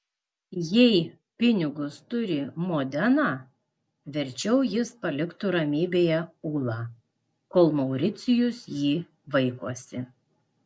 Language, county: Lithuanian, Klaipėda